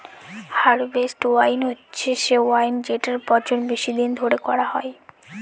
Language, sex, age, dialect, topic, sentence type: Bengali, female, 18-24, Northern/Varendri, agriculture, statement